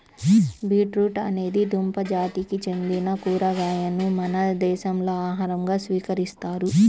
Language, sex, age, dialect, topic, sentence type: Telugu, male, 36-40, Central/Coastal, agriculture, statement